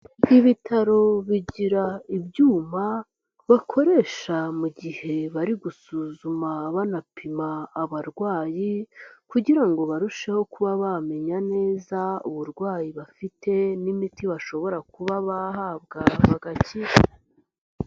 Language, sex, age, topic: Kinyarwanda, male, 25-35, health